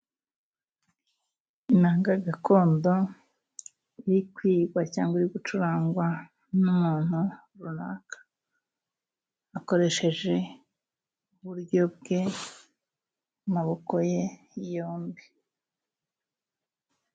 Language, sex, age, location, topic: Kinyarwanda, female, 25-35, Musanze, government